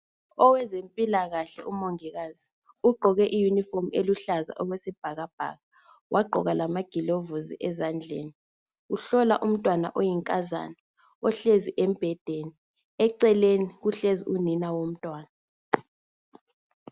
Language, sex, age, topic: North Ndebele, female, 25-35, health